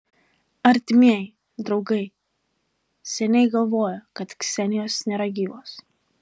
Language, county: Lithuanian, Alytus